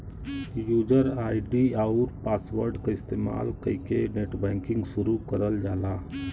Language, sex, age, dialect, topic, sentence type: Bhojpuri, male, 36-40, Western, banking, statement